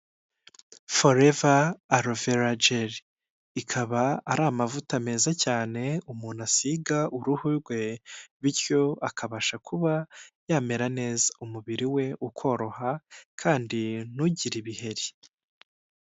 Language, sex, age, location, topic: Kinyarwanda, male, 18-24, Huye, health